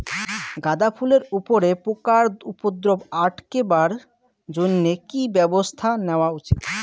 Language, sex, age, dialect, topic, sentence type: Bengali, male, 25-30, Rajbangshi, agriculture, question